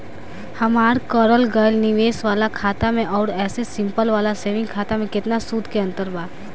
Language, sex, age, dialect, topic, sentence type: Bhojpuri, female, 18-24, Southern / Standard, banking, question